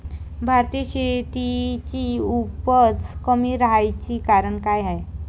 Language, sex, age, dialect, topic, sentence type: Marathi, female, 25-30, Varhadi, agriculture, question